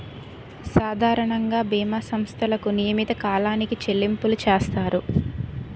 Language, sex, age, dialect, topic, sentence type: Telugu, female, 18-24, Utterandhra, banking, statement